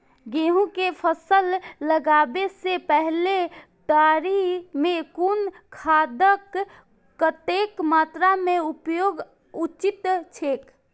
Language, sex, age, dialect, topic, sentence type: Maithili, female, 18-24, Eastern / Thethi, agriculture, question